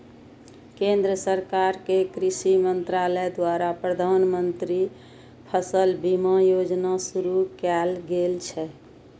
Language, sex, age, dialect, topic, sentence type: Maithili, female, 51-55, Eastern / Thethi, banking, statement